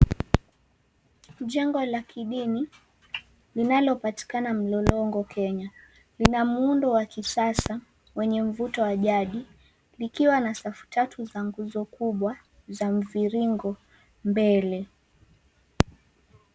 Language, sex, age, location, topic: Swahili, female, 18-24, Mombasa, government